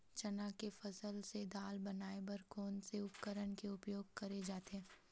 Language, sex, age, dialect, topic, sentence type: Chhattisgarhi, female, 18-24, Western/Budati/Khatahi, agriculture, question